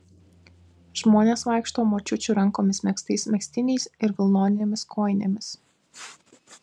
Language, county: Lithuanian, Vilnius